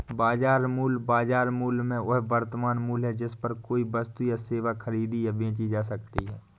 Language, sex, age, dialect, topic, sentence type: Hindi, male, 18-24, Awadhi Bundeli, agriculture, statement